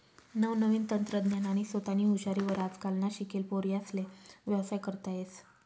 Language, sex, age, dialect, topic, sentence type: Marathi, female, 25-30, Northern Konkan, banking, statement